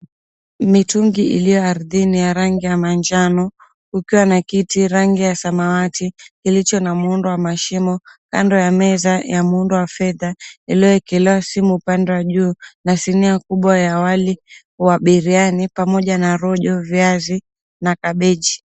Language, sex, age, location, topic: Swahili, female, 18-24, Mombasa, agriculture